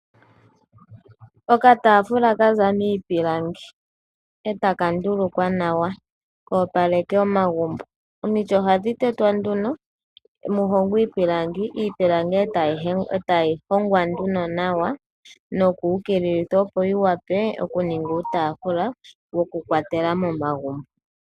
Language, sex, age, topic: Oshiwambo, female, 18-24, finance